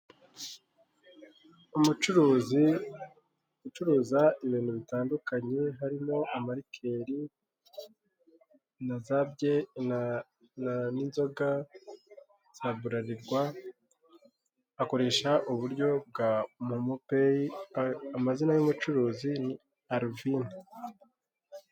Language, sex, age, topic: Kinyarwanda, male, 25-35, finance